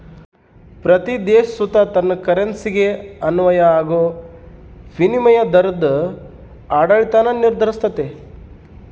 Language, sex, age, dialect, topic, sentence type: Kannada, male, 31-35, Central, banking, statement